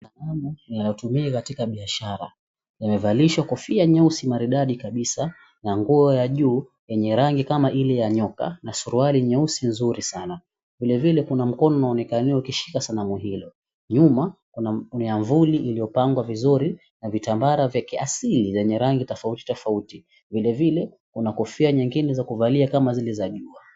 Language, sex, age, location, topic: Swahili, male, 18-24, Mombasa, government